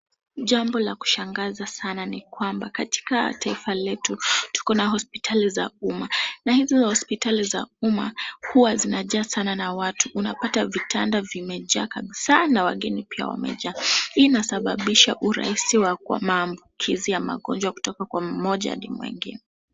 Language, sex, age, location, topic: Swahili, female, 18-24, Kisumu, health